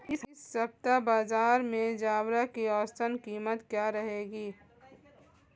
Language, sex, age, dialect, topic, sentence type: Hindi, female, 25-30, Marwari Dhudhari, agriculture, question